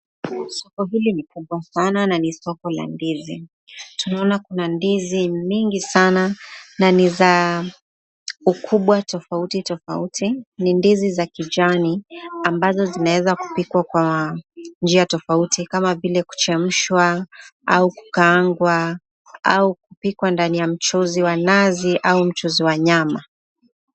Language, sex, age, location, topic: Swahili, female, 25-35, Nakuru, agriculture